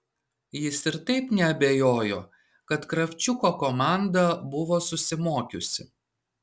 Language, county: Lithuanian, Šiauliai